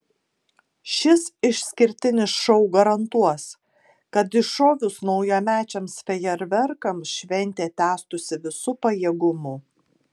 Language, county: Lithuanian, Tauragė